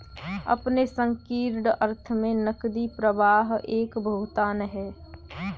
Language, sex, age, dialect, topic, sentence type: Hindi, female, 18-24, Kanauji Braj Bhasha, banking, statement